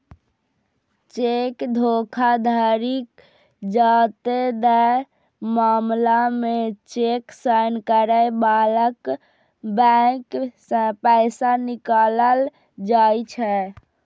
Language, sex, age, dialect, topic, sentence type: Maithili, female, 18-24, Eastern / Thethi, banking, statement